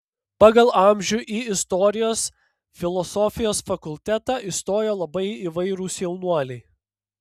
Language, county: Lithuanian, Panevėžys